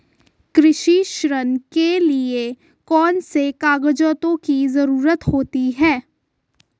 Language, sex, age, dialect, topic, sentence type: Hindi, female, 18-24, Hindustani Malvi Khadi Boli, banking, question